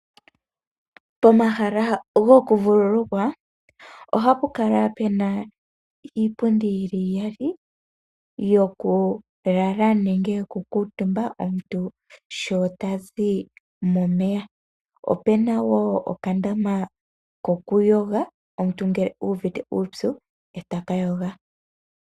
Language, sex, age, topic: Oshiwambo, female, 18-24, agriculture